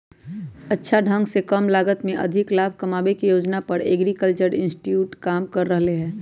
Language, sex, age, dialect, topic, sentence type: Magahi, female, 31-35, Western, agriculture, statement